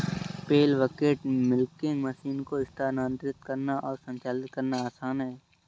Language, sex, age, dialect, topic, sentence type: Hindi, male, 31-35, Awadhi Bundeli, agriculture, statement